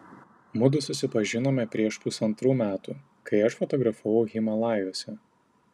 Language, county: Lithuanian, Tauragė